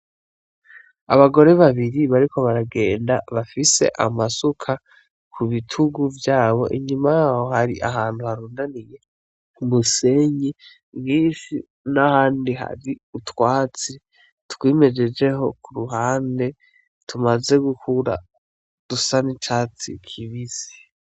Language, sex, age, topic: Rundi, male, 18-24, agriculture